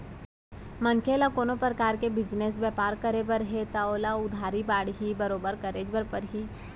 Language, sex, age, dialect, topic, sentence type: Chhattisgarhi, female, 25-30, Central, banking, statement